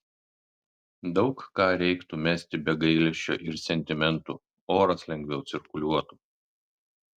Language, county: Lithuanian, Kaunas